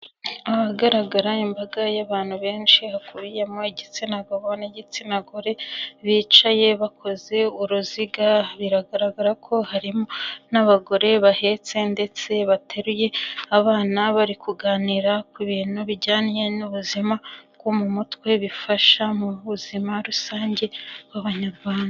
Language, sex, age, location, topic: Kinyarwanda, female, 25-35, Nyagatare, health